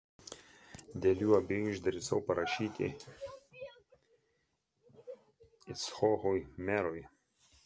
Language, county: Lithuanian, Vilnius